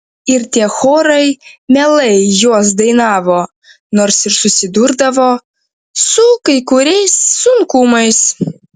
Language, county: Lithuanian, Vilnius